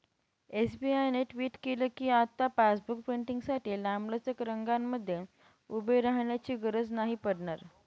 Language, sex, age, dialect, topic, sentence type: Marathi, female, 18-24, Northern Konkan, banking, statement